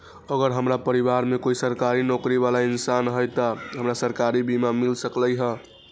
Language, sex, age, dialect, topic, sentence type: Magahi, male, 18-24, Western, agriculture, question